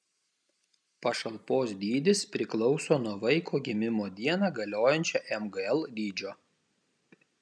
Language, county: Lithuanian, Kaunas